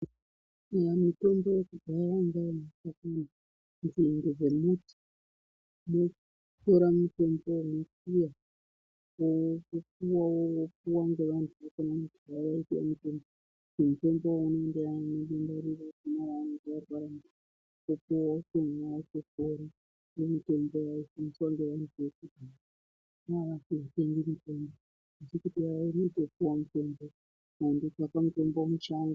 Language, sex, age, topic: Ndau, female, 36-49, health